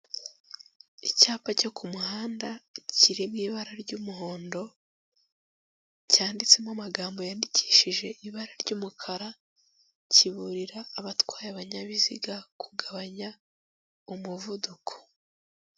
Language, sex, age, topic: Kinyarwanda, female, 18-24, government